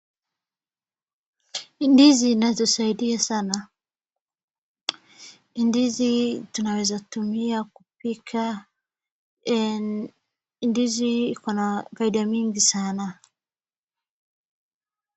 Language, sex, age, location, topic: Swahili, female, 25-35, Wajir, agriculture